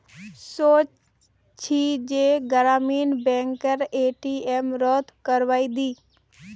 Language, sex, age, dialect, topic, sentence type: Magahi, female, 18-24, Northeastern/Surjapuri, banking, statement